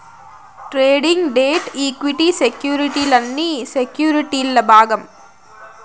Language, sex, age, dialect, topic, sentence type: Telugu, female, 25-30, Southern, banking, statement